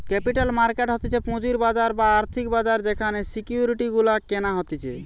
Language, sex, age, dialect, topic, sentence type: Bengali, male, 18-24, Western, banking, statement